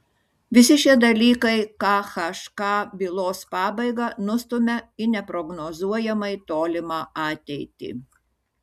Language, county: Lithuanian, Šiauliai